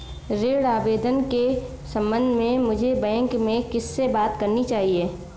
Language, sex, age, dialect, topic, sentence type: Hindi, female, 25-30, Marwari Dhudhari, banking, question